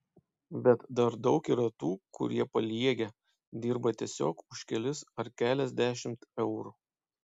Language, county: Lithuanian, Panevėžys